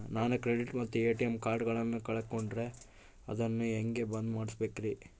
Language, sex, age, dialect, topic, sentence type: Kannada, male, 18-24, Central, banking, question